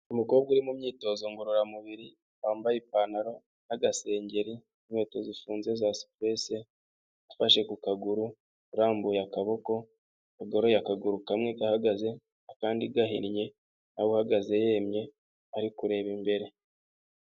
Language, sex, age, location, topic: Kinyarwanda, male, 25-35, Huye, health